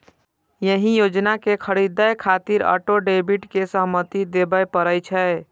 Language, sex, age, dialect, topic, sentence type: Maithili, male, 25-30, Eastern / Thethi, banking, statement